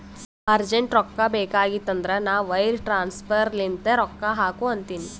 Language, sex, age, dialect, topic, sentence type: Kannada, female, 18-24, Northeastern, banking, statement